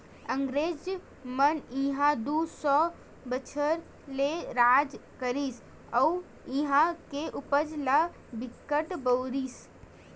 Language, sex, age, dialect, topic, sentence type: Chhattisgarhi, female, 18-24, Western/Budati/Khatahi, agriculture, statement